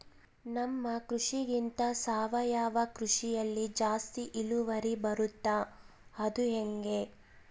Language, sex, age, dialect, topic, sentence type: Kannada, female, 25-30, Central, agriculture, question